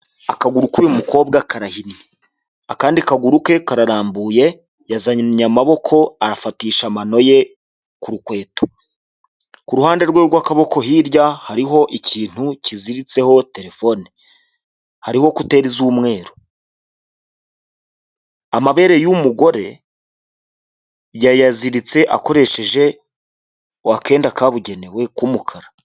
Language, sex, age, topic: Kinyarwanda, male, 25-35, health